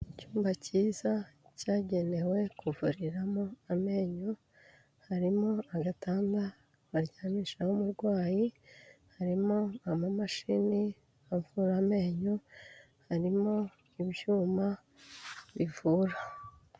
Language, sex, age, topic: Kinyarwanda, female, 36-49, health